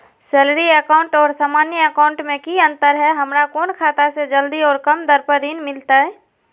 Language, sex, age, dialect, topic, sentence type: Magahi, female, 18-24, Southern, banking, question